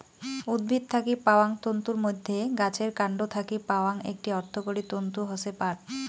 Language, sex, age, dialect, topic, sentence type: Bengali, female, 25-30, Rajbangshi, agriculture, statement